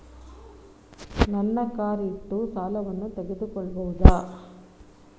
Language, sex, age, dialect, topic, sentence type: Kannada, female, 18-24, Coastal/Dakshin, banking, question